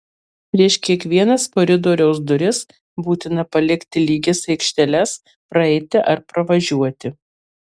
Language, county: Lithuanian, Marijampolė